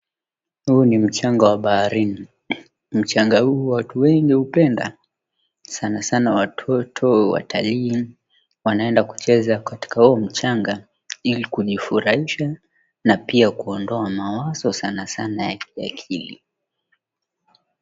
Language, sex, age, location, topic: Swahili, male, 25-35, Mombasa, agriculture